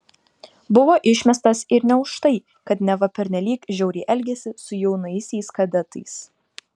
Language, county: Lithuanian, Vilnius